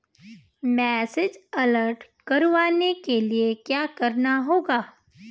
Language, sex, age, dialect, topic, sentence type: Hindi, female, 25-30, Garhwali, banking, question